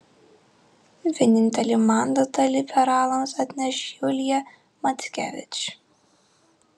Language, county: Lithuanian, Vilnius